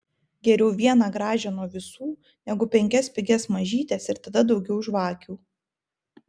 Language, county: Lithuanian, Vilnius